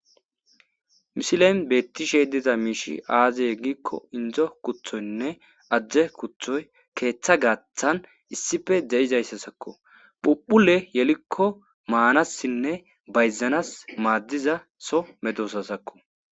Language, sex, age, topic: Gamo, male, 25-35, agriculture